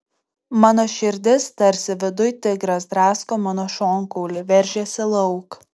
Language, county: Lithuanian, Tauragė